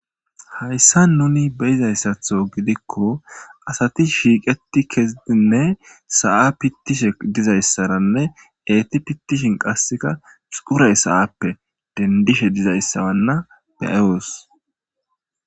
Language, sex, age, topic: Gamo, female, 18-24, government